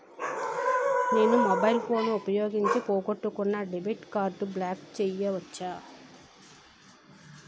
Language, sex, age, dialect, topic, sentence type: Telugu, female, 36-40, Utterandhra, banking, question